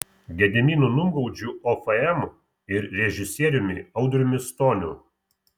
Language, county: Lithuanian, Vilnius